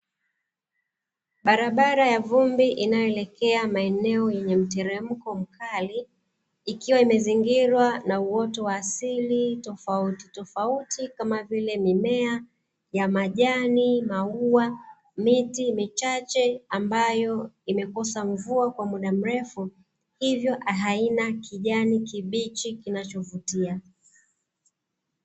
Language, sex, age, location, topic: Swahili, female, 36-49, Dar es Salaam, agriculture